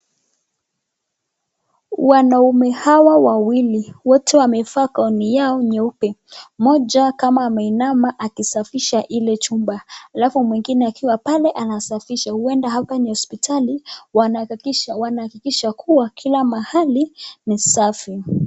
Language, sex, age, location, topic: Swahili, female, 25-35, Nakuru, health